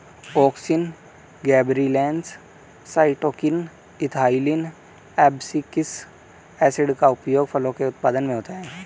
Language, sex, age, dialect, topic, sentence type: Hindi, male, 18-24, Hindustani Malvi Khadi Boli, agriculture, statement